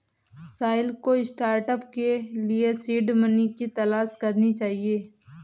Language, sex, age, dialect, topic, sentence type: Hindi, female, 18-24, Marwari Dhudhari, banking, statement